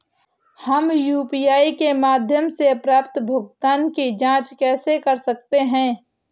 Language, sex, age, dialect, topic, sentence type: Hindi, female, 18-24, Awadhi Bundeli, banking, question